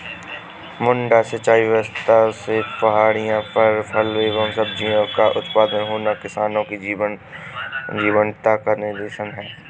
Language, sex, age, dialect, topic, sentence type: Hindi, male, 18-24, Awadhi Bundeli, agriculture, statement